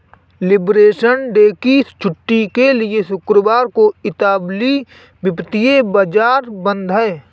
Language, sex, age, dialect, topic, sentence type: Hindi, male, 25-30, Awadhi Bundeli, banking, statement